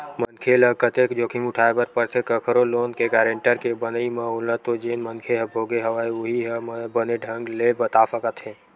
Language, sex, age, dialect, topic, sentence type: Chhattisgarhi, male, 18-24, Western/Budati/Khatahi, banking, statement